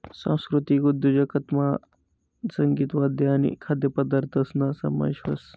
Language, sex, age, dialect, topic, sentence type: Marathi, male, 25-30, Northern Konkan, banking, statement